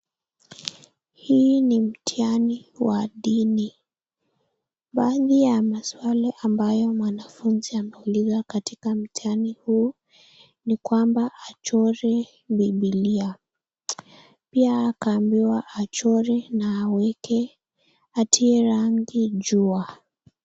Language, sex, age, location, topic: Swahili, female, 18-24, Nakuru, education